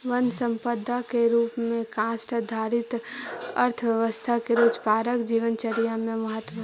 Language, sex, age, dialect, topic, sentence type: Magahi, female, 18-24, Central/Standard, banking, statement